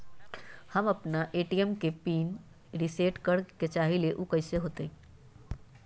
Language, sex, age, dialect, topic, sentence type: Magahi, female, 18-24, Western, banking, question